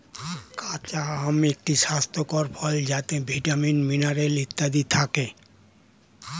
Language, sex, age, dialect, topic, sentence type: Bengali, male, 60-100, Standard Colloquial, agriculture, statement